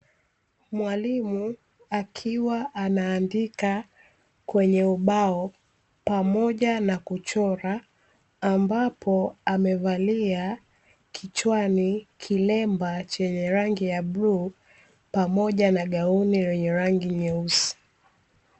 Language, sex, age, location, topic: Swahili, female, 25-35, Dar es Salaam, education